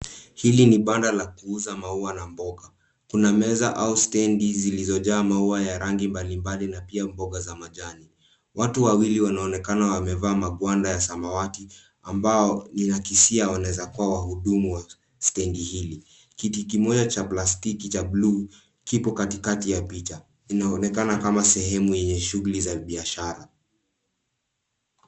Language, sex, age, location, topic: Swahili, male, 18-24, Nairobi, finance